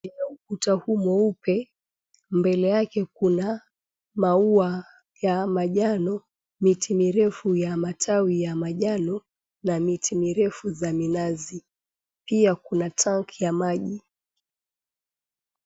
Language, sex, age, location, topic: Swahili, female, 25-35, Mombasa, government